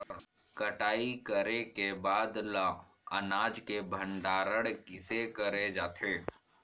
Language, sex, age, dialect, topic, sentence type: Chhattisgarhi, male, 46-50, Northern/Bhandar, agriculture, statement